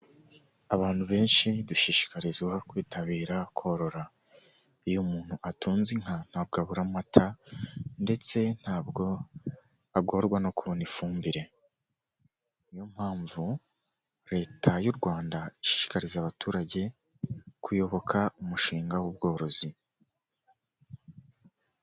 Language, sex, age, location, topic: Kinyarwanda, male, 18-24, Nyagatare, agriculture